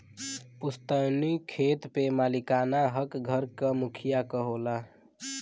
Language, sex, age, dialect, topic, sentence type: Bhojpuri, male, <18, Western, agriculture, statement